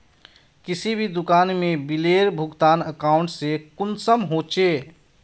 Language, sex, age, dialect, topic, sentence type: Magahi, male, 31-35, Northeastern/Surjapuri, banking, question